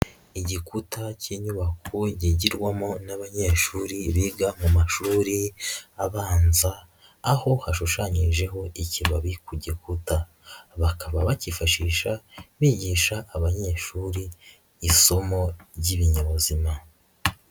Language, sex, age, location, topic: Kinyarwanda, male, 50+, Nyagatare, education